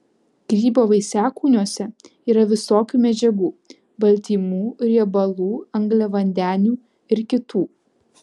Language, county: Lithuanian, Alytus